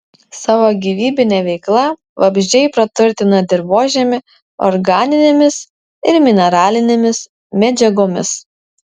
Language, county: Lithuanian, Vilnius